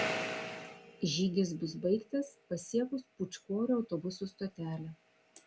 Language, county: Lithuanian, Vilnius